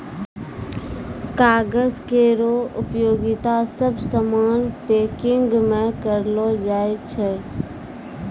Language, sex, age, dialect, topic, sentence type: Maithili, female, 31-35, Angika, agriculture, statement